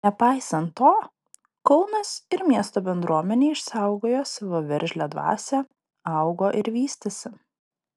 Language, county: Lithuanian, Telšiai